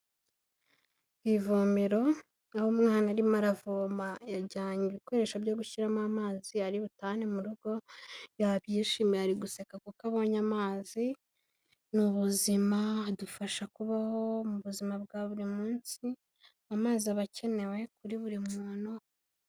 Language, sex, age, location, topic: Kinyarwanda, female, 18-24, Kigali, health